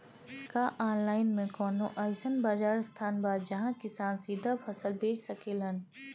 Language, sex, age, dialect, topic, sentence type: Bhojpuri, female, 25-30, Western, agriculture, statement